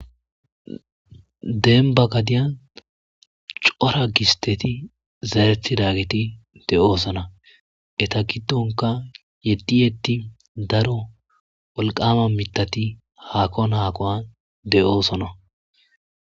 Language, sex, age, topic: Gamo, male, 25-35, agriculture